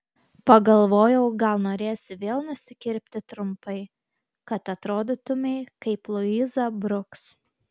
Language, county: Lithuanian, Kaunas